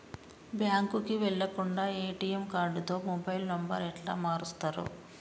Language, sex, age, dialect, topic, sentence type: Telugu, male, 25-30, Telangana, banking, question